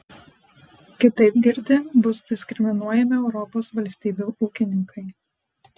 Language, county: Lithuanian, Panevėžys